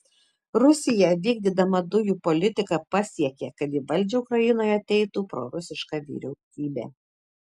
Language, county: Lithuanian, Tauragė